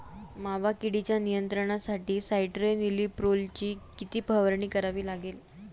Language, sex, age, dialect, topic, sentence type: Marathi, female, 18-24, Standard Marathi, agriculture, question